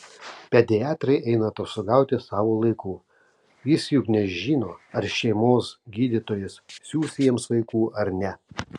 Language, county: Lithuanian, Telšiai